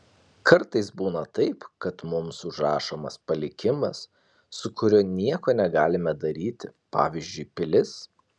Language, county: Lithuanian, Kaunas